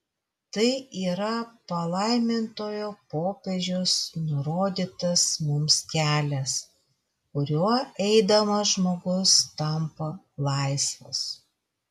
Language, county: Lithuanian, Vilnius